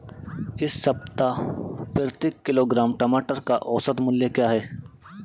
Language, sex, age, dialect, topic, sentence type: Hindi, male, 31-35, Marwari Dhudhari, agriculture, question